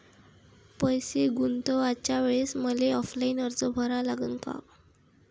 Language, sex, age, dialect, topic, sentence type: Marathi, female, 18-24, Varhadi, banking, question